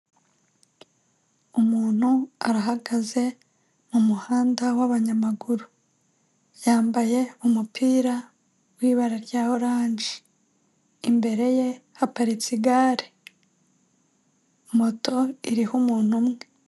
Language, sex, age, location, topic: Kinyarwanda, female, 25-35, Kigali, government